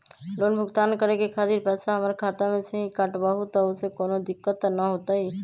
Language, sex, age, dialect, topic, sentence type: Magahi, male, 25-30, Western, banking, question